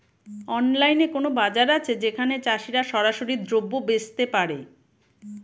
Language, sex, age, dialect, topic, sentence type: Bengali, female, 46-50, Standard Colloquial, agriculture, statement